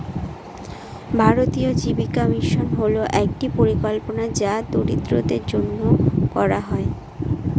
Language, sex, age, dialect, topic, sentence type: Bengali, female, 18-24, Northern/Varendri, banking, statement